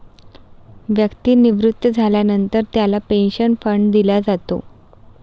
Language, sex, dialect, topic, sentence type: Marathi, female, Varhadi, banking, statement